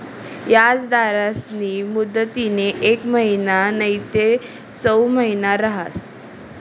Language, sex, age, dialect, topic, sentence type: Marathi, female, 18-24, Northern Konkan, banking, statement